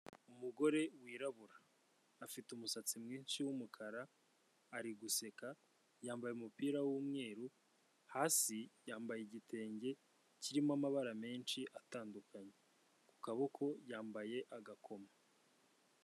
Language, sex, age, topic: Kinyarwanda, male, 25-35, government